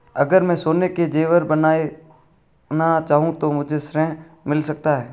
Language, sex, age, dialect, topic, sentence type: Hindi, male, 41-45, Marwari Dhudhari, banking, question